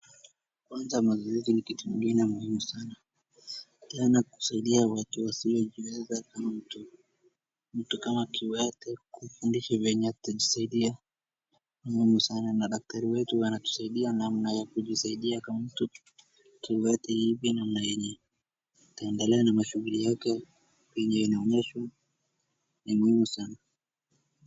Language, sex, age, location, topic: Swahili, male, 36-49, Wajir, health